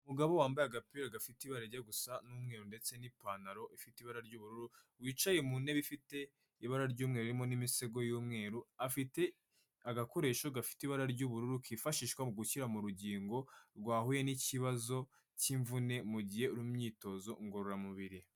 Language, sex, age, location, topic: Kinyarwanda, female, 25-35, Kigali, health